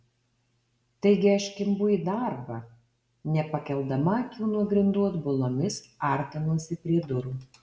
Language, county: Lithuanian, Alytus